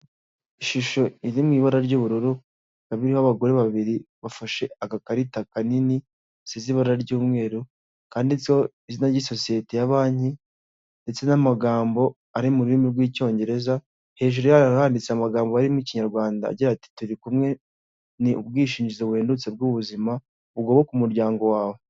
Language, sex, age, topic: Kinyarwanda, male, 18-24, finance